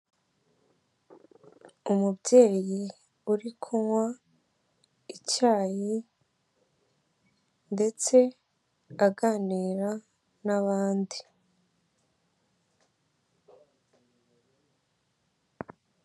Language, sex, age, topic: Kinyarwanda, female, 18-24, finance